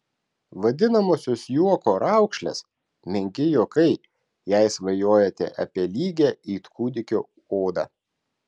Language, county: Lithuanian, Klaipėda